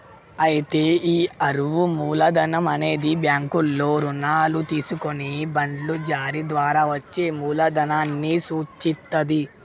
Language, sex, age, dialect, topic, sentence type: Telugu, male, 51-55, Telangana, banking, statement